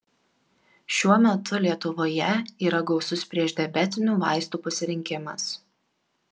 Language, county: Lithuanian, Vilnius